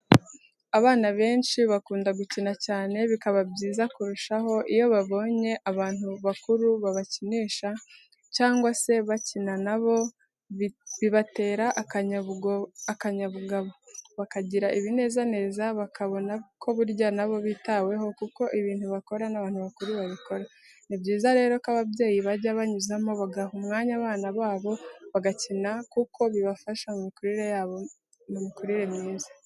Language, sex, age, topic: Kinyarwanda, female, 18-24, education